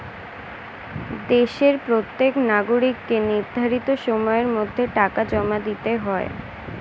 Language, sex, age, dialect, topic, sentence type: Bengali, female, 18-24, Standard Colloquial, banking, statement